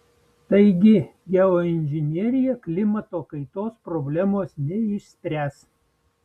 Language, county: Lithuanian, Vilnius